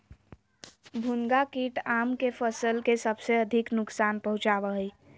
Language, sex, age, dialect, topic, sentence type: Magahi, female, 18-24, Southern, agriculture, statement